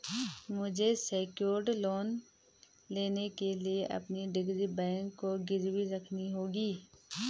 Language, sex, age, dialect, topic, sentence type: Hindi, female, 31-35, Garhwali, banking, statement